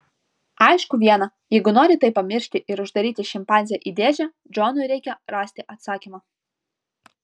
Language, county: Lithuanian, Vilnius